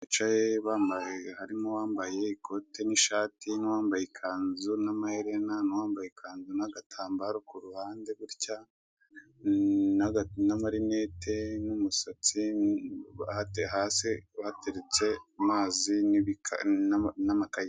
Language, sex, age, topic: Kinyarwanda, male, 25-35, government